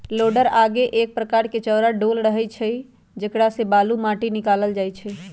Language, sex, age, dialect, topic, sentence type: Magahi, female, 25-30, Western, agriculture, statement